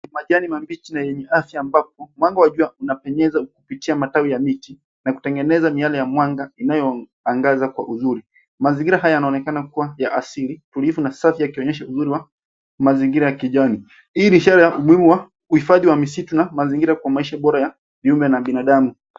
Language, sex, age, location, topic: Swahili, male, 25-35, Nairobi, health